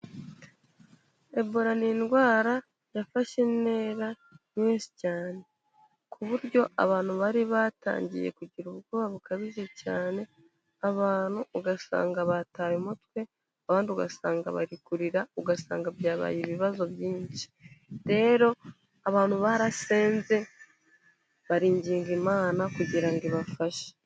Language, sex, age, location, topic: Kinyarwanda, female, 25-35, Kigali, health